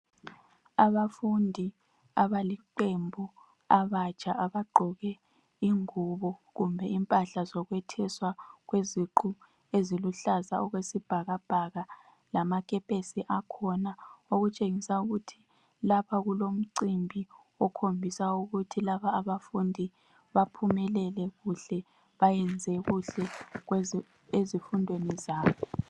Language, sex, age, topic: North Ndebele, female, 25-35, education